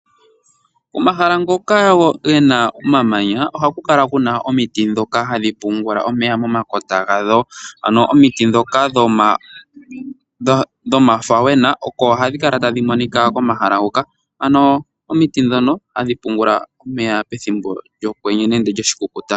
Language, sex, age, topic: Oshiwambo, male, 18-24, agriculture